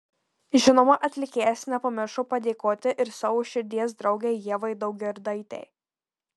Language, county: Lithuanian, Marijampolė